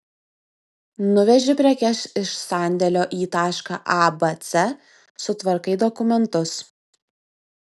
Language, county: Lithuanian, Vilnius